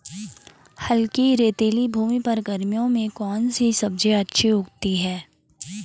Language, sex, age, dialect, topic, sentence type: Hindi, female, 18-24, Garhwali, agriculture, question